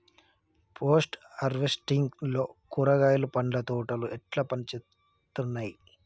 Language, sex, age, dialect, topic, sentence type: Telugu, male, 25-30, Telangana, agriculture, question